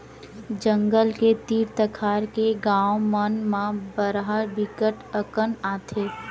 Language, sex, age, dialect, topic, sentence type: Chhattisgarhi, female, 25-30, Western/Budati/Khatahi, agriculture, statement